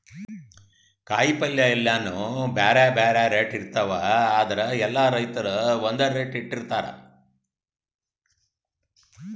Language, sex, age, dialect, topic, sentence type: Kannada, male, 60-100, Northeastern, agriculture, statement